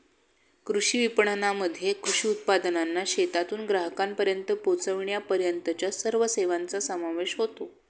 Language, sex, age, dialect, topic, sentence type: Marathi, female, 36-40, Standard Marathi, agriculture, statement